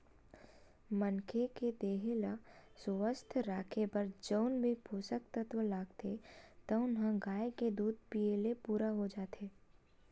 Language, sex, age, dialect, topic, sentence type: Chhattisgarhi, female, 18-24, Western/Budati/Khatahi, agriculture, statement